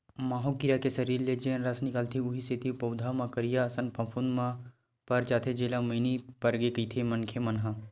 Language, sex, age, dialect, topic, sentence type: Chhattisgarhi, male, 18-24, Western/Budati/Khatahi, agriculture, statement